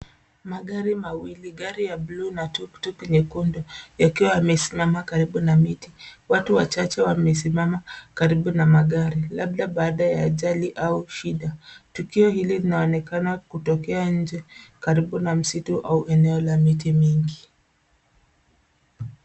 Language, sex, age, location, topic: Swahili, female, 25-35, Nairobi, finance